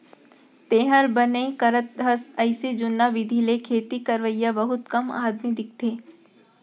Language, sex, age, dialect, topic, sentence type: Chhattisgarhi, female, 46-50, Central, agriculture, statement